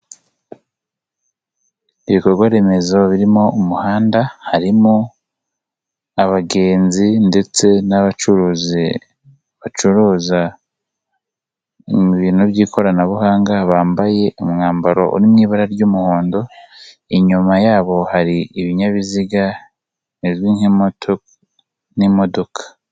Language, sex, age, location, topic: Kinyarwanda, male, 18-24, Nyagatare, finance